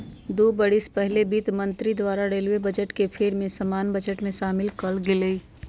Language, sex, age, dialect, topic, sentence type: Magahi, female, 51-55, Western, banking, statement